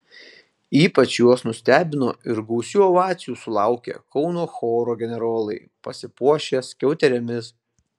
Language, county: Lithuanian, Panevėžys